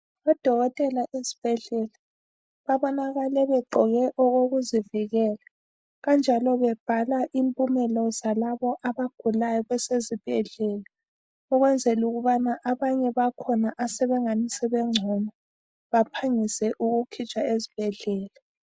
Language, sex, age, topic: North Ndebele, female, 25-35, health